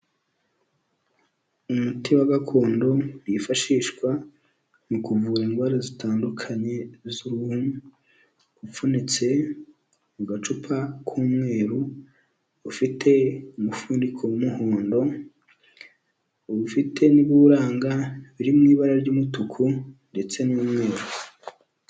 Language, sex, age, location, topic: Kinyarwanda, male, 18-24, Huye, health